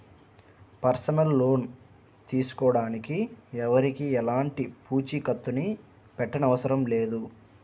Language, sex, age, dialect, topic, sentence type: Telugu, male, 25-30, Central/Coastal, banking, statement